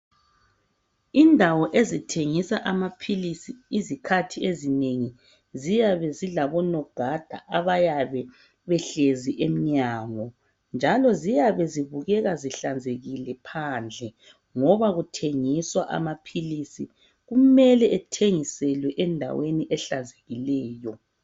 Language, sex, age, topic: North Ndebele, female, 50+, health